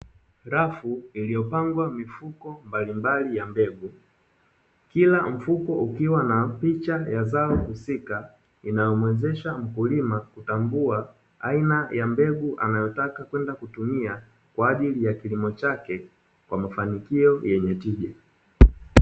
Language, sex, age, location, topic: Swahili, male, 25-35, Dar es Salaam, agriculture